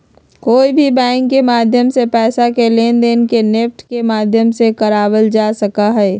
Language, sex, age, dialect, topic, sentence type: Magahi, female, 31-35, Western, banking, statement